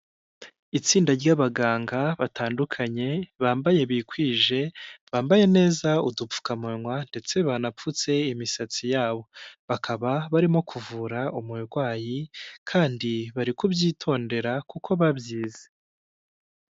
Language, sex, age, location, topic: Kinyarwanda, male, 18-24, Huye, health